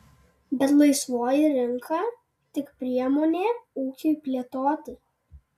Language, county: Lithuanian, Alytus